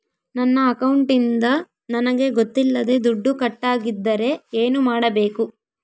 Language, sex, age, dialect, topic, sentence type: Kannada, female, 18-24, Central, banking, question